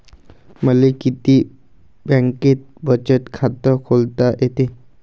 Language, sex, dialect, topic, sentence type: Marathi, male, Varhadi, banking, question